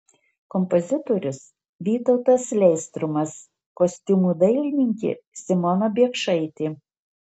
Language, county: Lithuanian, Marijampolė